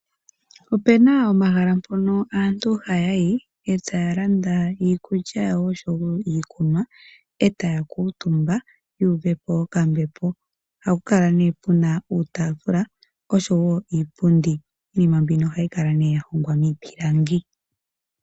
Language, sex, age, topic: Oshiwambo, female, 18-24, agriculture